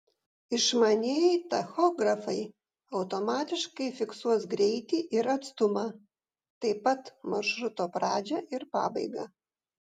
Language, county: Lithuanian, Vilnius